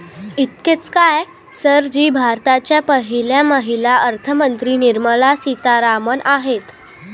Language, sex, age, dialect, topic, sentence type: Marathi, female, 25-30, Varhadi, banking, statement